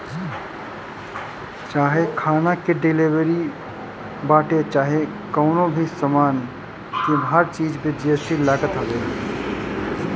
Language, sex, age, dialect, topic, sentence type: Bhojpuri, male, 25-30, Northern, banking, statement